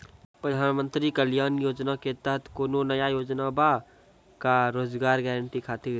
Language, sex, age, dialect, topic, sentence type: Maithili, male, 18-24, Angika, banking, question